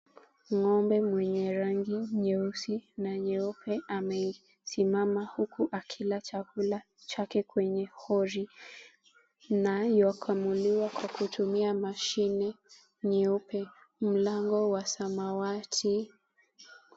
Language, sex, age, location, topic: Swahili, female, 18-24, Mombasa, agriculture